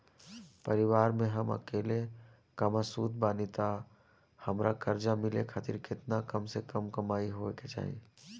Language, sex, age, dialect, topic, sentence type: Bhojpuri, male, 18-24, Southern / Standard, banking, question